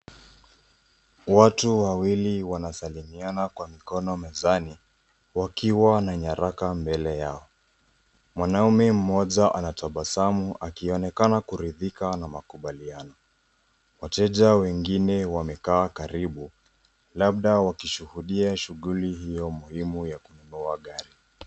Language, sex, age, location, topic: Swahili, female, 18-24, Nairobi, finance